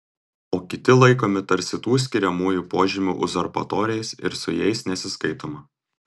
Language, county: Lithuanian, Tauragė